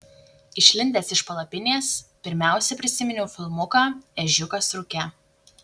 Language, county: Lithuanian, Šiauliai